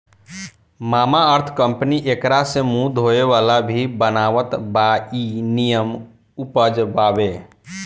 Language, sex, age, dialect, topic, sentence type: Bhojpuri, male, 18-24, Southern / Standard, agriculture, statement